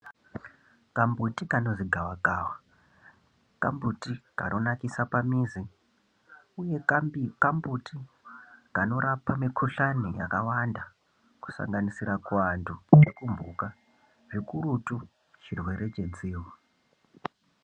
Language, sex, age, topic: Ndau, male, 18-24, health